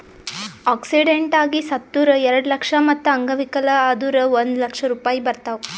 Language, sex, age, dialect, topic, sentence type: Kannada, female, 25-30, Northeastern, banking, statement